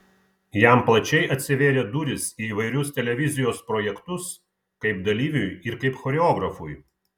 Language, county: Lithuanian, Vilnius